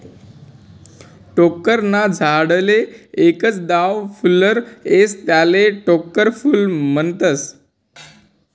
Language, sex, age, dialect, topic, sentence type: Marathi, male, 18-24, Northern Konkan, agriculture, statement